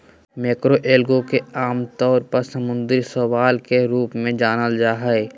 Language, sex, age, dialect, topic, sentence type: Magahi, male, 18-24, Southern, agriculture, statement